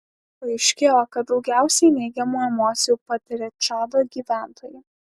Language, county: Lithuanian, Alytus